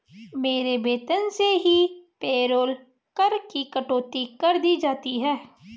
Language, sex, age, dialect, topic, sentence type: Hindi, female, 25-30, Garhwali, banking, statement